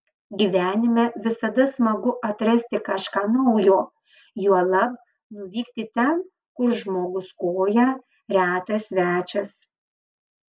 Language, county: Lithuanian, Panevėžys